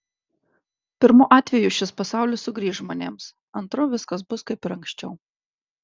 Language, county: Lithuanian, Klaipėda